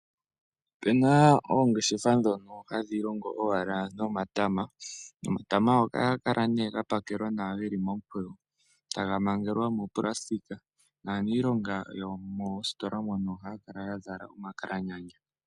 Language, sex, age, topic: Oshiwambo, male, 18-24, agriculture